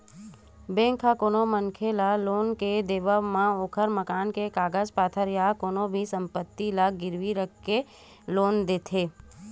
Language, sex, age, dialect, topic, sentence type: Chhattisgarhi, female, 31-35, Western/Budati/Khatahi, banking, statement